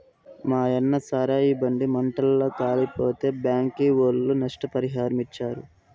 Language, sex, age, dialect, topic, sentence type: Telugu, male, 46-50, Southern, banking, statement